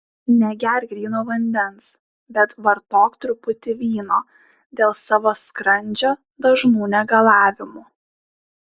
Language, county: Lithuanian, Šiauliai